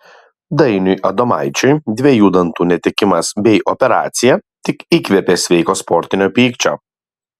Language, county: Lithuanian, Kaunas